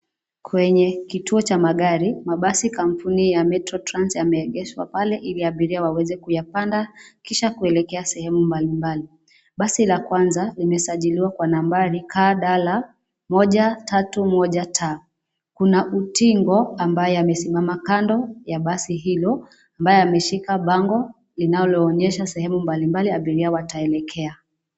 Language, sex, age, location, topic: Swahili, female, 25-35, Nairobi, government